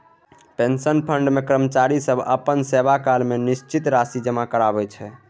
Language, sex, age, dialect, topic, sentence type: Maithili, male, 18-24, Bajjika, banking, statement